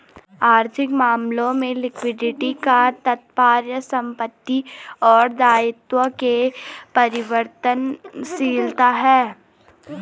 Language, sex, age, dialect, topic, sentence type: Hindi, female, 31-35, Garhwali, banking, statement